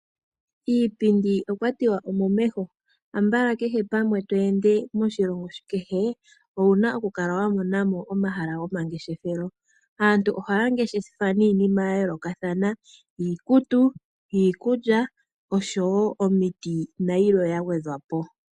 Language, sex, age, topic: Oshiwambo, female, 25-35, finance